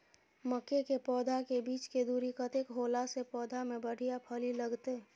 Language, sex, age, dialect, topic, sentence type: Maithili, female, 25-30, Eastern / Thethi, agriculture, question